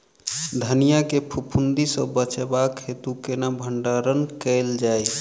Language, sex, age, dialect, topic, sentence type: Maithili, male, 31-35, Southern/Standard, agriculture, question